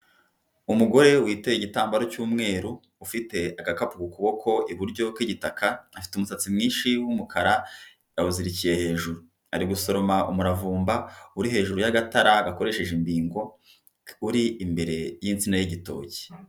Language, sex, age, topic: Kinyarwanda, male, 25-35, health